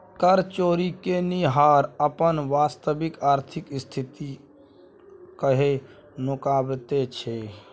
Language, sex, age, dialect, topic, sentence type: Maithili, male, 41-45, Bajjika, banking, statement